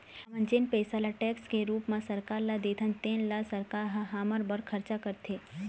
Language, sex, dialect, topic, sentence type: Chhattisgarhi, female, Eastern, banking, statement